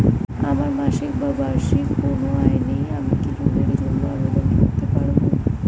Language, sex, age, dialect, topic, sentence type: Bengali, female, 25-30, Standard Colloquial, banking, question